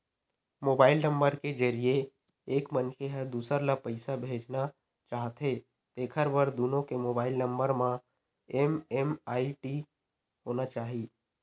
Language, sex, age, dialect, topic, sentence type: Chhattisgarhi, male, 18-24, Western/Budati/Khatahi, banking, statement